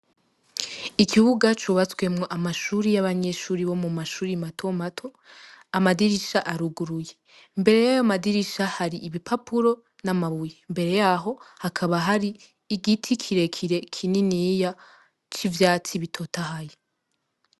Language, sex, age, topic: Rundi, female, 18-24, education